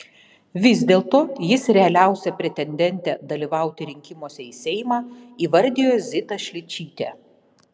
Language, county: Lithuanian, Panevėžys